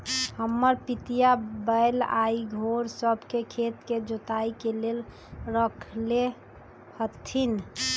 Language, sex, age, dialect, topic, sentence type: Magahi, female, 25-30, Western, agriculture, statement